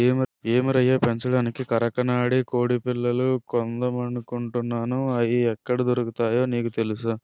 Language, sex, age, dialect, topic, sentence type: Telugu, male, 46-50, Utterandhra, agriculture, statement